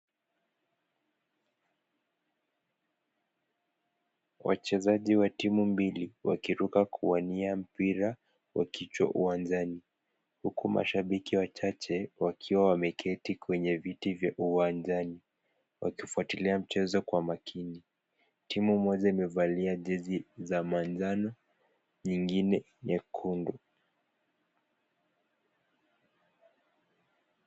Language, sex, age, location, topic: Swahili, male, 18-24, Nakuru, government